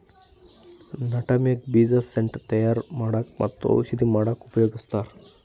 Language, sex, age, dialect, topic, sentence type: Kannada, male, 25-30, Northeastern, agriculture, statement